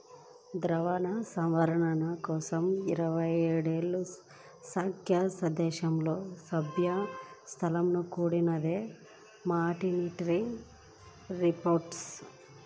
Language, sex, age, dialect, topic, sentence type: Telugu, female, 25-30, Central/Coastal, banking, statement